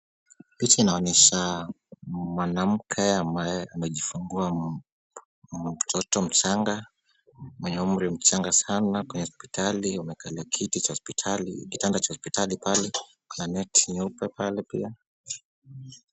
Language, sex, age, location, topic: Swahili, male, 25-35, Kisumu, health